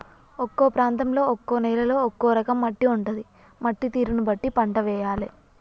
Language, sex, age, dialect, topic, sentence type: Telugu, female, 25-30, Telangana, agriculture, statement